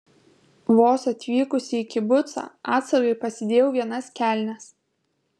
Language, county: Lithuanian, Kaunas